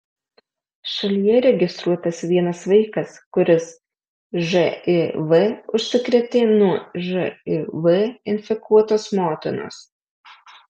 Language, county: Lithuanian, Alytus